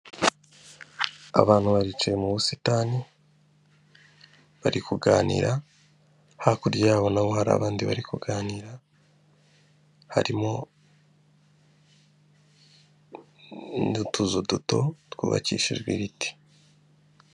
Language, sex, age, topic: Kinyarwanda, male, 25-35, government